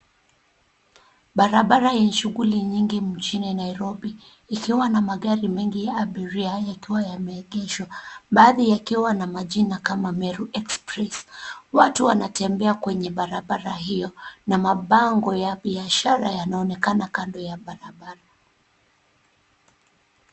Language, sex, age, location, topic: Swahili, female, 36-49, Nairobi, government